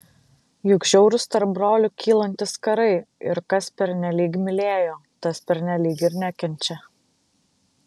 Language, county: Lithuanian, Vilnius